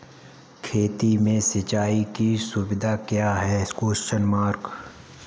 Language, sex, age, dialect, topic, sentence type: Hindi, male, 18-24, Kanauji Braj Bhasha, agriculture, question